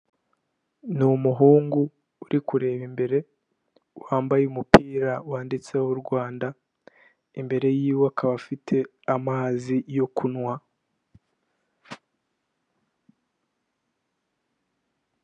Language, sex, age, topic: Kinyarwanda, male, 18-24, government